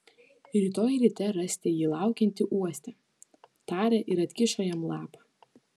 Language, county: Lithuanian, Vilnius